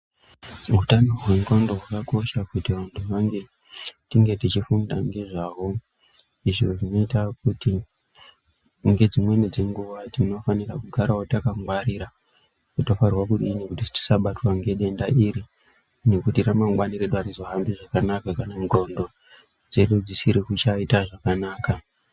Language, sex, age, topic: Ndau, male, 25-35, health